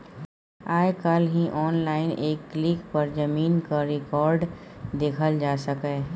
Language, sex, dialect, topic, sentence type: Maithili, female, Bajjika, agriculture, statement